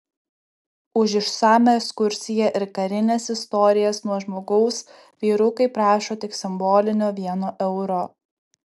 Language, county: Lithuanian, Tauragė